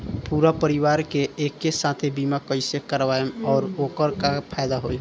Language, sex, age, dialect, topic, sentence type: Bhojpuri, male, 18-24, Southern / Standard, banking, question